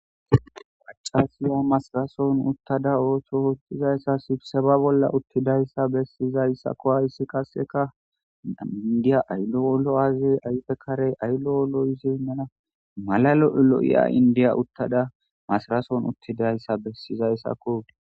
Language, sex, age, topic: Gamo, female, 18-24, government